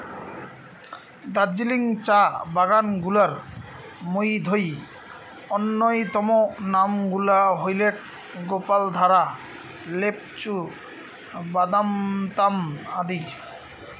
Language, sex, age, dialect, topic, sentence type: Bengali, male, 25-30, Rajbangshi, agriculture, statement